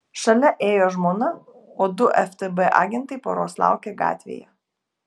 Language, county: Lithuanian, Telšiai